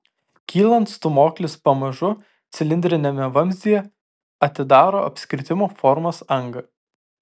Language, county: Lithuanian, Vilnius